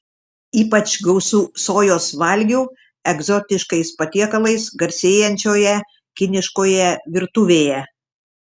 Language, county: Lithuanian, Šiauliai